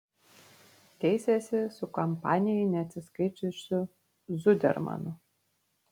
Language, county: Lithuanian, Vilnius